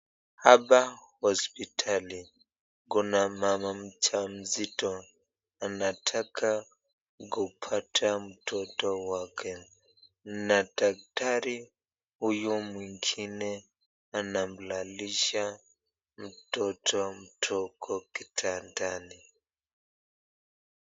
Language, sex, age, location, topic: Swahili, male, 25-35, Nakuru, health